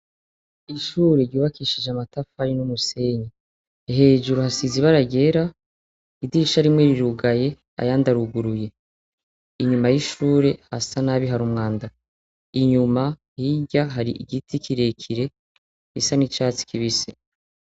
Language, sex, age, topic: Rundi, female, 36-49, education